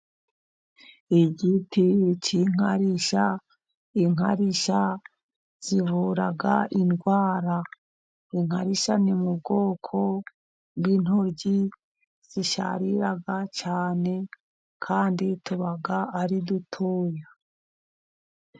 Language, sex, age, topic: Kinyarwanda, female, 50+, agriculture